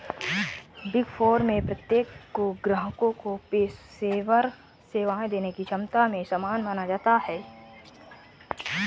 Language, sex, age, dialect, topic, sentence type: Hindi, female, 18-24, Awadhi Bundeli, banking, statement